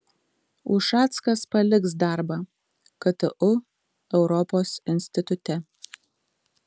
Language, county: Lithuanian, Tauragė